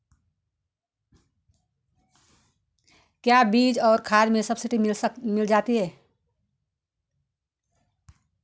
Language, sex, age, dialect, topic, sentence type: Hindi, female, 18-24, Garhwali, agriculture, question